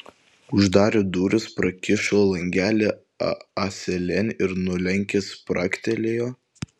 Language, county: Lithuanian, Vilnius